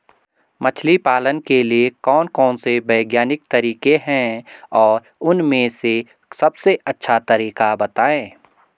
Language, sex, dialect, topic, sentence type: Hindi, male, Garhwali, agriculture, question